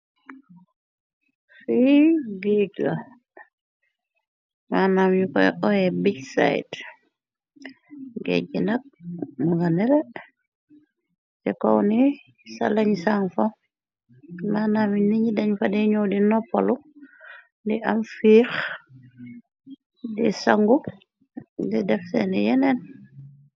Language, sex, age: Wolof, female, 18-24